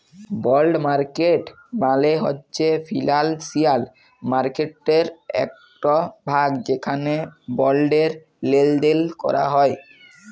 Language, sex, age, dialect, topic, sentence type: Bengali, male, 18-24, Jharkhandi, banking, statement